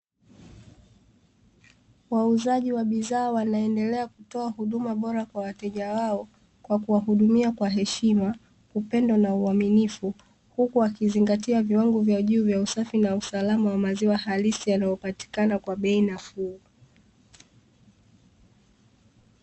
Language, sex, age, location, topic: Swahili, female, 25-35, Dar es Salaam, finance